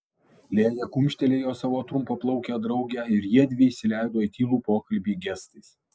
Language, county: Lithuanian, Alytus